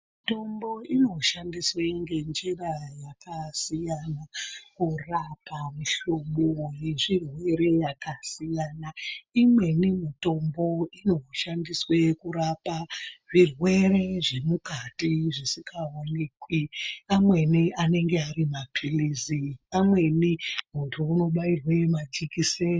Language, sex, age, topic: Ndau, male, 18-24, health